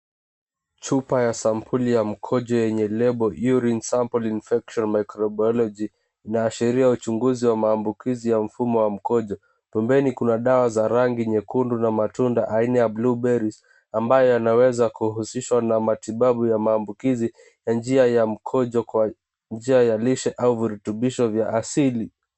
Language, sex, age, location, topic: Swahili, male, 18-24, Mombasa, health